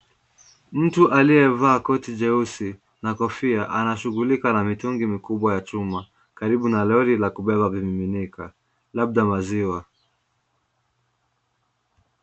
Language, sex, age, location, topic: Swahili, male, 18-24, Kisumu, agriculture